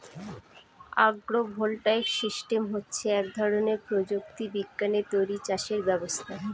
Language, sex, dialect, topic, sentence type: Bengali, female, Northern/Varendri, agriculture, statement